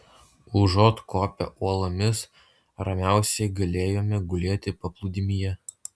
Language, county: Lithuanian, Utena